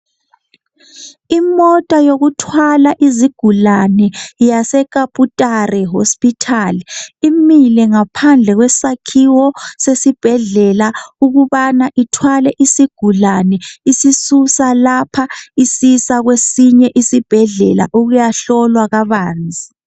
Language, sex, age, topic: North Ndebele, male, 25-35, health